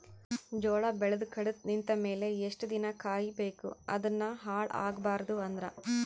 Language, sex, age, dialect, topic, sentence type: Kannada, female, 31-35, Northeastern, agriculture, question